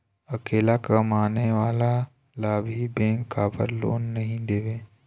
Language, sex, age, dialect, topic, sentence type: Chhattisgarhi, male, 18-24, Eastern, banking, question